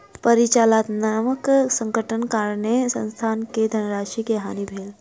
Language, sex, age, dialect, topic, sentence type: Maithili, female, 51-55, Southern/Standard, banking, statement